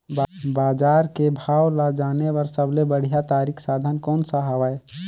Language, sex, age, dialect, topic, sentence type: Chhattisgarhi, male, 18-24, Northern/Bhandar, agriculture, question